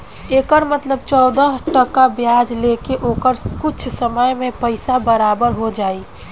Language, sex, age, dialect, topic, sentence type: Bhojpuri, female, 18-24, Southern / Standard, banking, statement